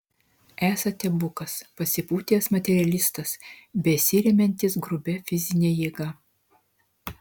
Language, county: Lithuanian, Marijampolė